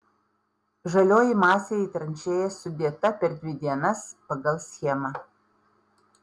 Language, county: Lithuanian, Panevėžys